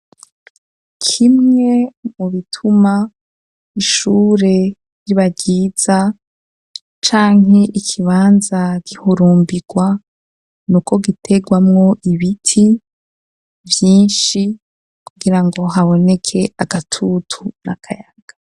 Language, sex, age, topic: Rundi, female, 25-35, education